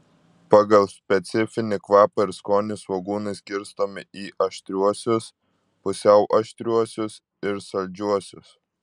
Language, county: Lithuanian, Klaipėda